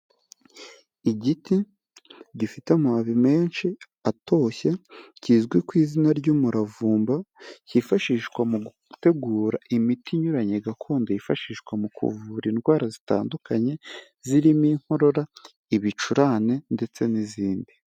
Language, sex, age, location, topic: Kinyarwanda, male, 18-24, Kigali, health